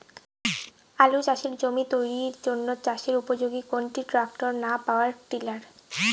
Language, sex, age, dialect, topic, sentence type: Bengali, female, 18-24, Rajbangshi, agriculture, question